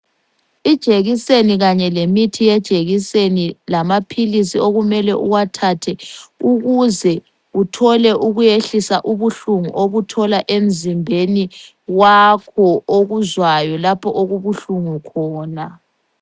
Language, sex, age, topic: North Ndebele, female, 25-35, health